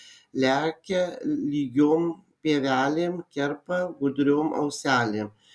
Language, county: Lithuanian, Kaunas